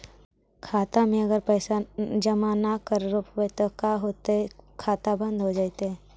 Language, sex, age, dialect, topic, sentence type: Magahi, male, 60-100, Central/Standard, banking, question